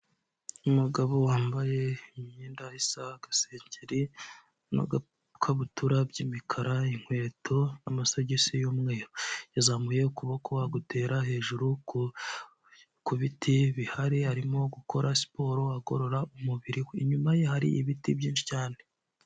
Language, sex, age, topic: Kinyarwanda, male, 25-35, health